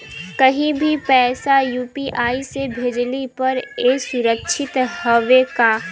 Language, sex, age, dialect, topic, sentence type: Bhojpuri, female, <18, Western, banking, question